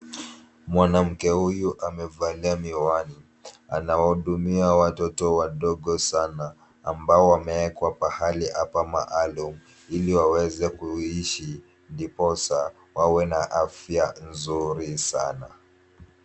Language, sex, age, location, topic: Swahili, male, 36-49, Kisumu, health